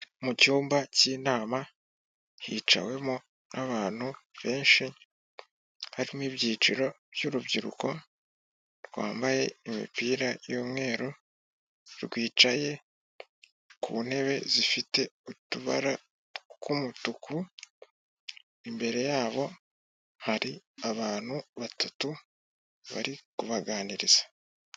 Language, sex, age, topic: Kinyarwanda, male, 18-24, government